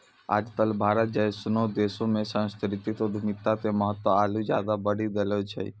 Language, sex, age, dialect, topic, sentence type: Maithili, male, 60-100, Angika, banking, statement